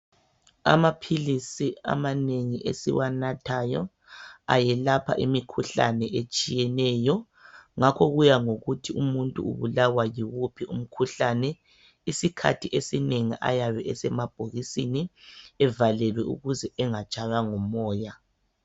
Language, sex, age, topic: North Ndebele, female, 25-35, health